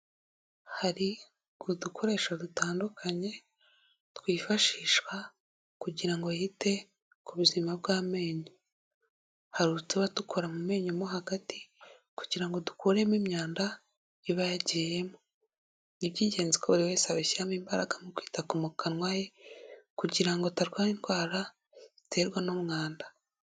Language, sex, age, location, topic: Kinyarwanda, female, 18-24, Kigali, health